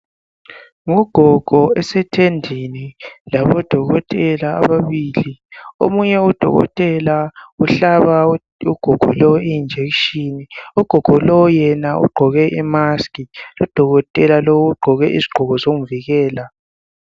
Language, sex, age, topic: North Ndebele, male, 18-24, health